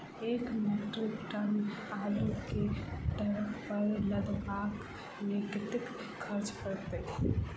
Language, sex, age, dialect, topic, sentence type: Maithili, female, 18-24, Southern/Standard, agriculture, question